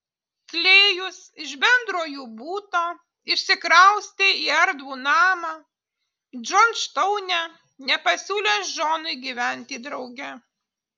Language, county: Lithuanian, Utena